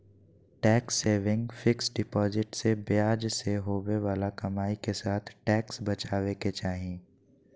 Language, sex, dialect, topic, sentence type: Magahi, male, Southern, banking, statement